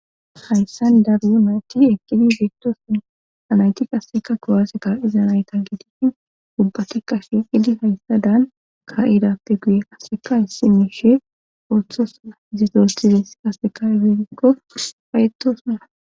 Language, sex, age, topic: Gamo, female, 18-24, government